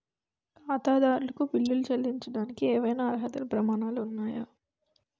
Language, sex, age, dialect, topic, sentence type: Telugu, female, 18-24, Utterandhra, banking, question